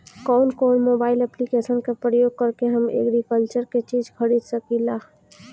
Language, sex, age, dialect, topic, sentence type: Bhojpuri, female, 18-24, Northern, agriculture, question